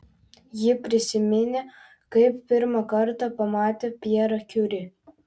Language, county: Lithuanian, Vilnius